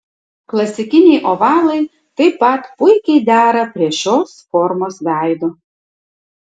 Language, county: Lithuanian, Tauragė